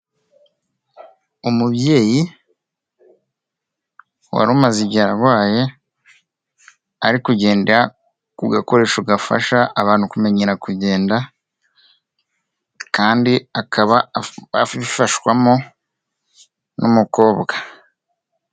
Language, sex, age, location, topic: Kinyarwanda, male, 18-24, Kigali, health